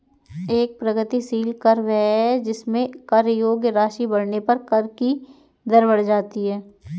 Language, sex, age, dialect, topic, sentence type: Hindi, female, 18-24, Kanauji Braj Bhasha, banking, statement